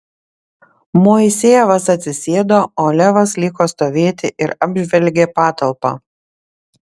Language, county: Lithuanian, Panevėžys